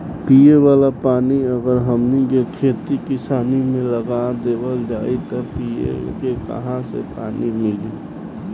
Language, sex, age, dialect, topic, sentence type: Bhojpuri, male, 18-24, Southern / Standard, agriculture, statement